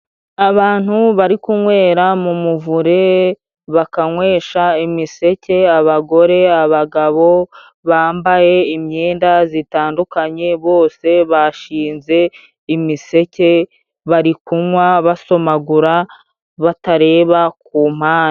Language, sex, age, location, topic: Kinyarwanda, female, 25-35, Musanze, government